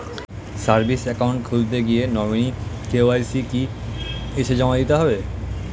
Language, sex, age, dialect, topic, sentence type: Bengali, male, <18, Standard Colloquial, banking, question